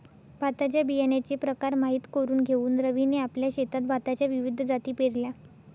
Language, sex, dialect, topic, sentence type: Marathi, female, Northern Konkan, agriculture, statement